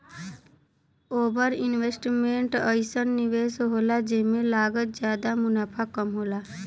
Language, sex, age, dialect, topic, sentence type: Bhojpuri, female, 18-24, Western, banking, statement